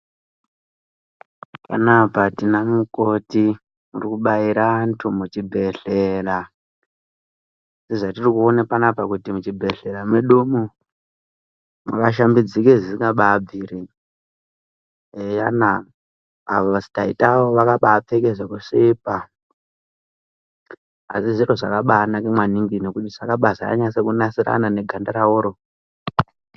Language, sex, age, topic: Ndau, male, 18-24, health